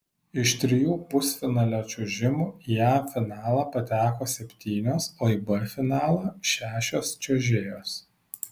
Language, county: Lithuanian, Vilnius